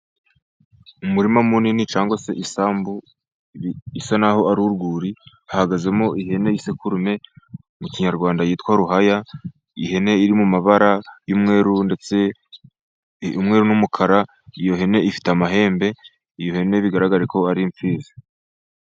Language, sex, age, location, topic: Kinyarwanda, male, 18-24, Musanze, agriculture